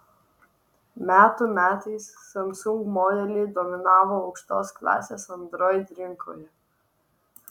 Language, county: Lithuanian, Vilnius